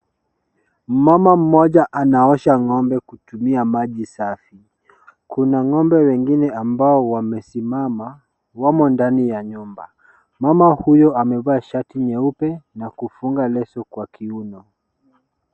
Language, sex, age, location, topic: Swahili, male, 18-24, Kisumu, agriculture